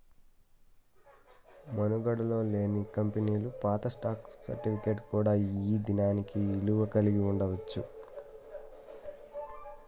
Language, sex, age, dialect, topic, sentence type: Telugu, male, 25-30, Southern, banking, statement